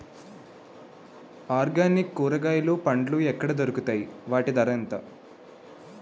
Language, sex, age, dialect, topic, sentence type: Telugu, male, 18-24, Utterandhra, agriculture, question